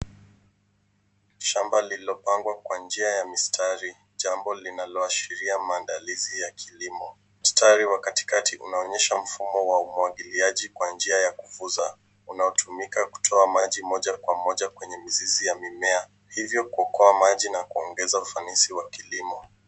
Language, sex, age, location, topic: Swahili, male, 25-35, Nairobi, agriculture